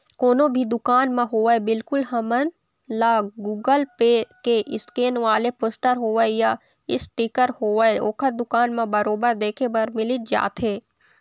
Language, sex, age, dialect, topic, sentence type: Chhattisgarhi, female, 18-24, Eastern, banking, statement